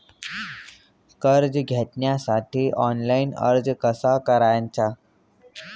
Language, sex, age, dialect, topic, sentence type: Marathi, male, 18-24, Standard Marathi, banking, question